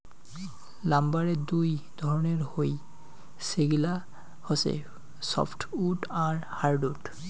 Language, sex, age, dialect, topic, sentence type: Bengali, male, 60-100, Rajbangshi, agriculture, statement